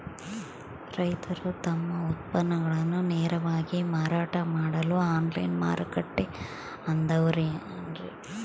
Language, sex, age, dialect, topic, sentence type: Kannada, female, 36-40, Central, agriculture, statement